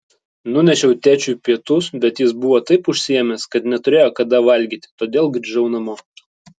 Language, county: Lithuanian, Vilnius